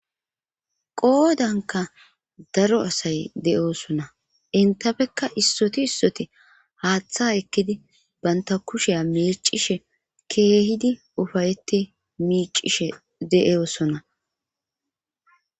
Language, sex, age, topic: Gamo, female, 25-35, government